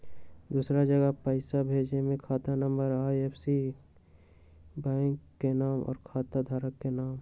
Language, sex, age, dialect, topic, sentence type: Magahi, male, 60-100, Western, banking, question